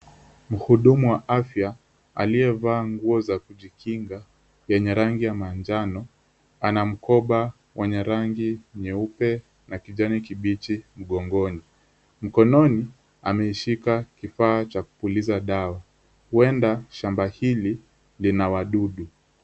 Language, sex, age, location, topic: Swahili, male, 18-24, Kisumu, health